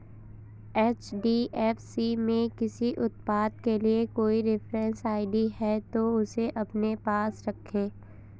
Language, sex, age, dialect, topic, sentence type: Hindi, female, 25-30, Awadhi Bundeli, banking, statement